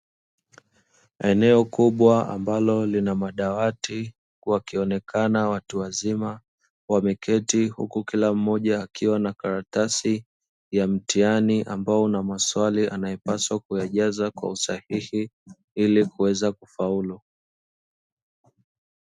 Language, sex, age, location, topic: Swahili, male, 25-35, Dar es Salaam, education